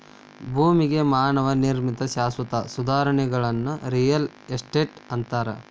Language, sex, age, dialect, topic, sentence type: Kannada, male, 18-24, Dharwad Kannada, banking, statement